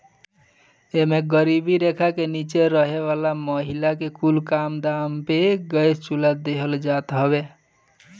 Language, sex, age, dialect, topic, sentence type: Bhojpuri, male, 18-24, Northern, agriculture, statement